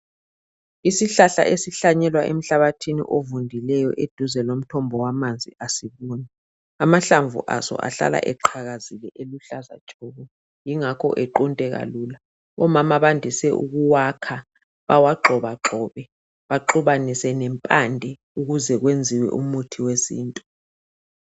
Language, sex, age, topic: North Ndebele, male, 36-49, health